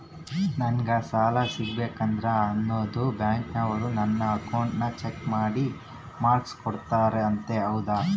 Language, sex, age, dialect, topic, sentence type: Kannada, male, 18-24, Central, banking, question